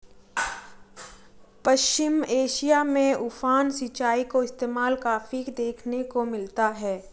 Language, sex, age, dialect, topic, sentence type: Hindi, female, 18-24, Marwari Dhudhari, agriculture, statement